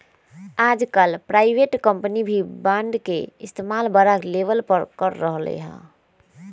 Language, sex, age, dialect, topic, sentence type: Magahi, female, 25-30, Western, banking, statement